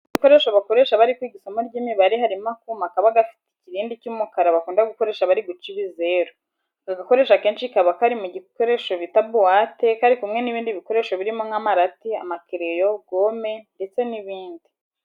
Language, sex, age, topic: Kinyarwanda, female, 18-24, education